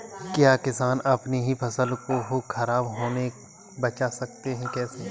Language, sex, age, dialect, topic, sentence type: Hindi, male, 31-35, Kanauji Braj Bhasha, agriculture, question